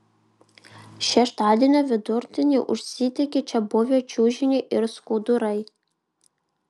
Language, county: Lithuanian, Vilnius